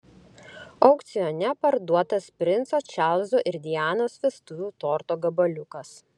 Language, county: Lithuanian, Klaipėda